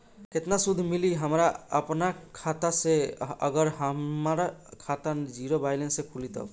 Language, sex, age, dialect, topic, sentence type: Bhojpuri, male, 25-30, Southern / Standard, banking, question